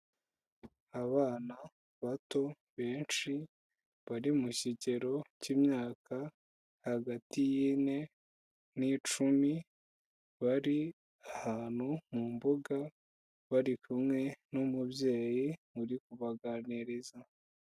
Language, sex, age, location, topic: Kinyarwanda, female, 25-35, Kigali, education